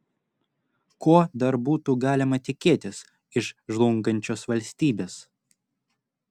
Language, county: Lithuanian, Klaipėda